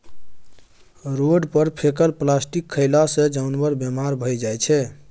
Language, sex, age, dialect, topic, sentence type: Maithili, male, 25-30, Bajjika, agriculture, statement